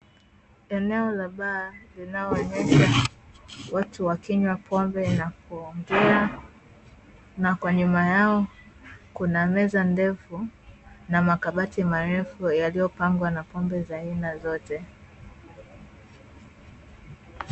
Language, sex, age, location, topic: Swahili, female, 18-24, Dar es Salaam, finance